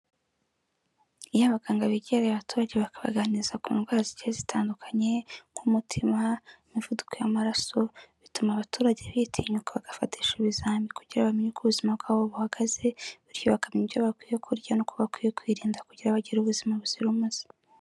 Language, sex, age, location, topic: Kinyarwanda, female, 18-24, Kigali, health